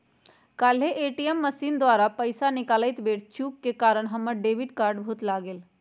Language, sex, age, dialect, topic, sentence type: Magahi, female, 56-60, Western, banking, statement